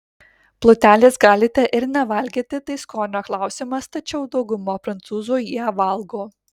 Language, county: Lithuanian, Kaunas